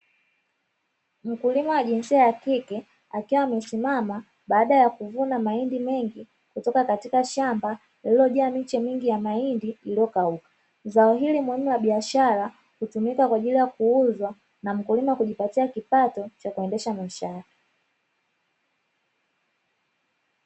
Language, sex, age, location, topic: Swahili, female, 25-35, Dar es Salaam, agriculture